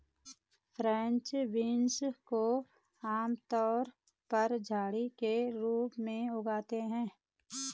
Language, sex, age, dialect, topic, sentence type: Hindi, female, 36-40, Garhwali, agriculture, statement